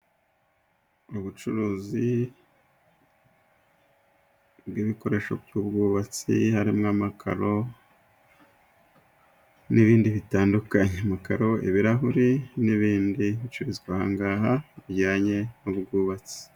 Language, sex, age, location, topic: Kinyarwanda, male, 36-49, Musanze, finance